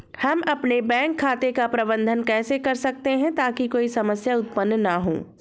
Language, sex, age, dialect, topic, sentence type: Hindi, female, 36-40, Awadhi Bundeli, banking, question